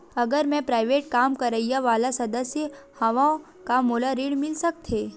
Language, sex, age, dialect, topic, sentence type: Chhattisgarhi, female, 18-24, Western/Budati/Khatahi, banking, question